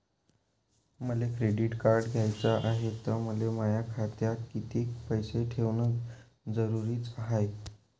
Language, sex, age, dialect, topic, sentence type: Marathi, male, 18-24, Varhadi, banking, question